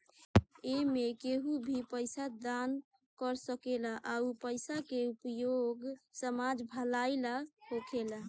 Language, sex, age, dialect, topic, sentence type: Bhojpuri, female, 18-24, Southern / Standard, banking, statement